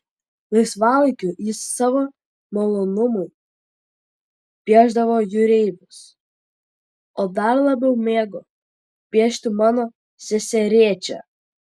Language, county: Lithuanian, Vilnius